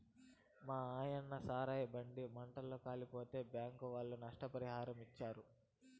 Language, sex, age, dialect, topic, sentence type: Telugu, male, 18-24, Southern, banking, statement